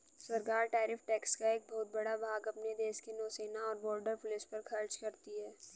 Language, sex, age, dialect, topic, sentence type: Hindi, female, 18-24, Hindustani Malvi Khadi Boli, banking, statement